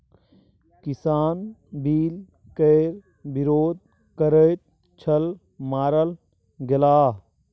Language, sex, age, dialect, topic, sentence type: Maithili, male, 18-24, Bajjika, agriculture, statement